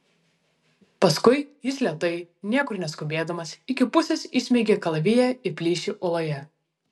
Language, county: Lithuanian, Vilnius